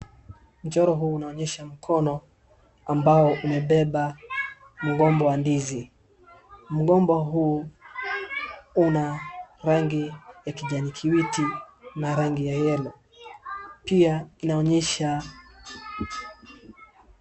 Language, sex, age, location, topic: Swahili, male, 18-24, Wajir, agriculture